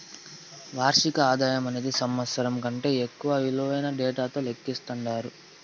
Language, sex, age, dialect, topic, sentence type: Telugu, male, 18-24, Southern, banking, statement